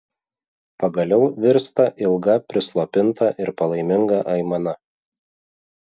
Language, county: Lithuanian, Vilnius